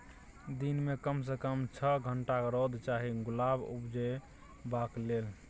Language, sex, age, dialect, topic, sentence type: Maithili, male, 36-40, Bajjika, agriculture, statement